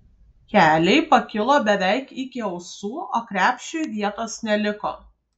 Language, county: Lithuanian, Kaunas